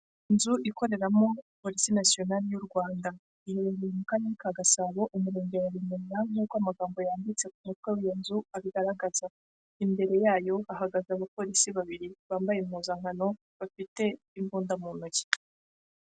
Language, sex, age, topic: Kinyarwanda, female, 25-35, government